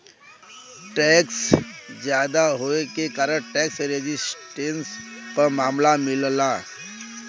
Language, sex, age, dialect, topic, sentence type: Bhojpuri, male, 25-30, Western, banking, statement